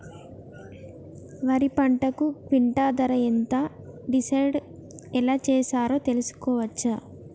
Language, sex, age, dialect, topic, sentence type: Telugu, female, 25-30, Telangana, agriculture, question